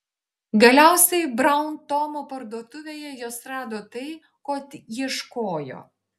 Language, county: Lithuanian, Šiauliai